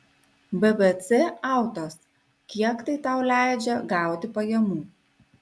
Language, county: Lithuanian, Kaunas